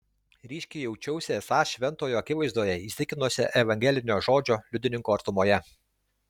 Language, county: Lithuanian, Alytus